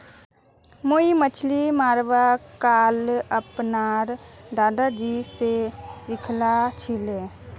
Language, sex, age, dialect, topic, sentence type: Magahi, female, 25-30, Northeastern/Surjapuri, agriculture, statement